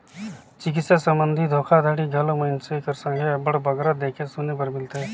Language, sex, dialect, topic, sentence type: Chhattisgarhi, male, Northern/Bhandar, banking, statement